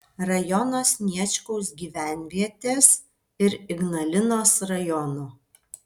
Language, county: Lithuanian, Vilnius